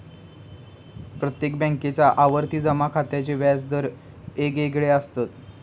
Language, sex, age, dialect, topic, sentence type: Marathi, male, 18-24, Southern Konkan, banking, statement